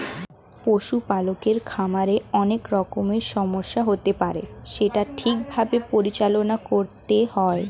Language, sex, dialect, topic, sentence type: Bengali, female, Standard Colloquial, agriculture, statement